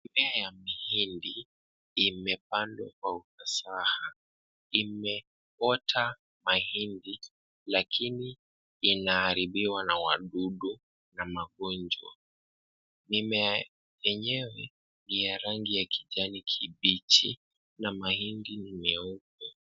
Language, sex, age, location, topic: Swahili, male, 25-35, Kisumu, agriculture